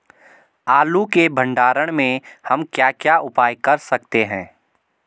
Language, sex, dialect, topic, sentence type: Hindi, male, Garhwali, agriculture, question